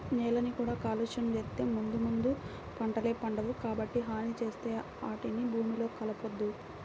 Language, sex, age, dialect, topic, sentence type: Telugu, female, 18-24, Central/Coastal, agriculture, statement